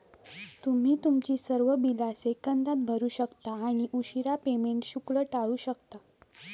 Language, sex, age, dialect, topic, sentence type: Marathi, female, 18-24, Southern Konkan, banking, statement